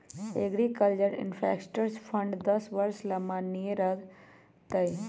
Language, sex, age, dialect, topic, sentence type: Magahi, male, 18-24, Western, agriculture, statement